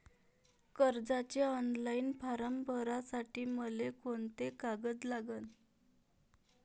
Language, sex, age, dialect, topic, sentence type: Marathi, female, 31-35, Varhadi, banking, question